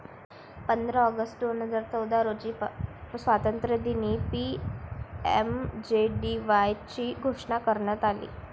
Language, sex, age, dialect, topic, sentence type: Marathi, female, 18-24, Varhadi, banking, statement